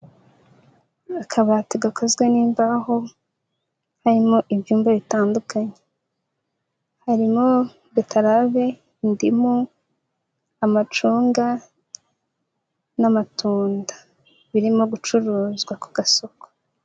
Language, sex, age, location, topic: Kinyarwanda, female, 18-24, Huye, agriculture